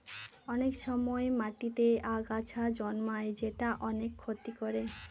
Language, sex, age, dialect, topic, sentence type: Bengali, female, 18-24, Northern/Varendri, agriculture, statement